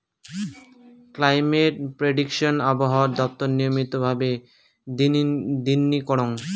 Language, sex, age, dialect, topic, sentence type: Bengali, male, 18-24, Rajbangshi, agriculture, statement